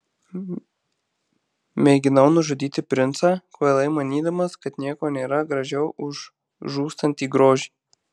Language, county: Lithuanian, Marijampolė